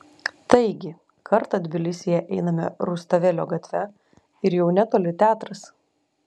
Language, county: Lithuanian, Klaipėda